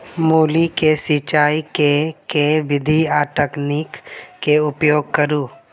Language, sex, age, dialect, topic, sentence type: Maithili, male, 18-24, Southern/Standard, agriculture, question